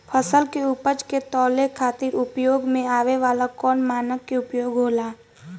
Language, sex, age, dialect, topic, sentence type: Bhojpuri, female, <18, Southern / Standard, agriculture, question